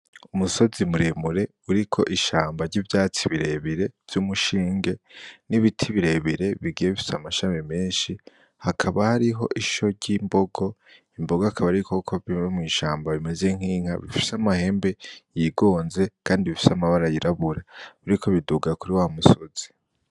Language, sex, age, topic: Rundi, male, 18-24, agriculture